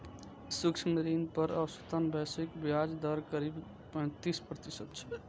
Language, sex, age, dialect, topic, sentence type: Maithili, male, 25-30, Eastern / Thethi, banking, statement